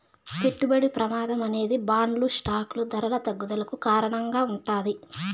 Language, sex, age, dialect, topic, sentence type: Telugu, female, 31-35, Southern, banking, statement